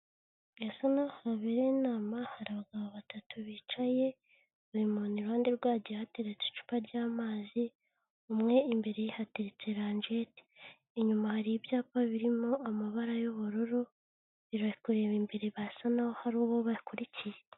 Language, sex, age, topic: Kinyarwanda, female, 18-24, finance